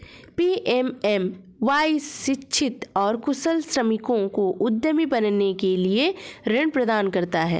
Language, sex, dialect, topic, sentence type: Hindi, female, Hindustani Malvi Khadi Boli, banking, statement